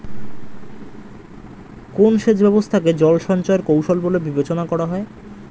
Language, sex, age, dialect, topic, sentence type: Bengali, male, 18-24, Standard Colloquial, agriculture, question